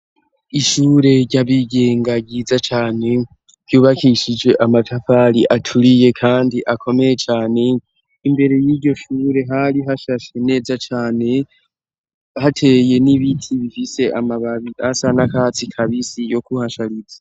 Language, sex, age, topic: Rundi, male, 18-24, education